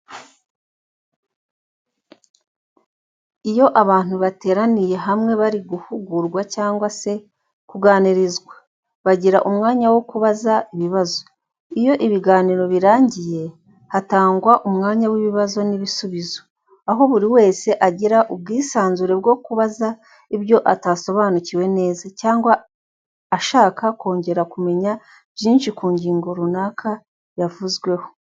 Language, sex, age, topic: Kinyarwanda, female, 25-35, education